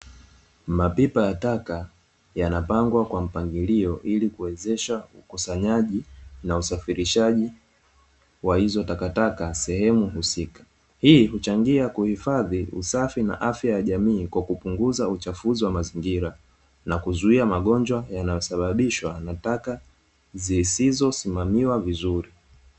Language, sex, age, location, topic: Swahili, male, 25-35, Dar es Salaam, government